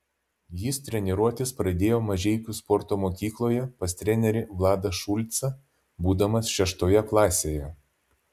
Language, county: Lithuanian, Vilnius